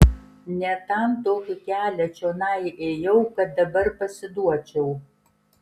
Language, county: Lithuanian, Kaunas